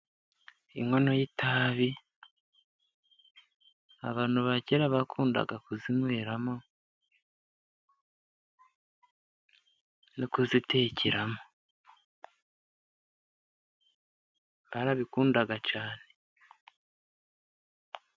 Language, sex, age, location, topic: Kinyarwanda, male, 25-35, Musanze, government